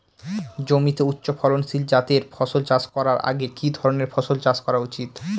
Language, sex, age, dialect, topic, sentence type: Bengali, male, 18-24, Northern/Varendri, agriculture, question